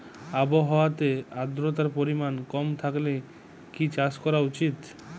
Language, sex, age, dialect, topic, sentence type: Bengali, male, 25-30, Jharkhandi, agriculture, question